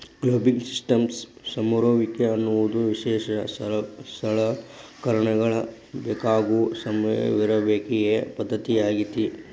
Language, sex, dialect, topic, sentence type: Kannada, male, Dharwad Kannada, agriculture, statement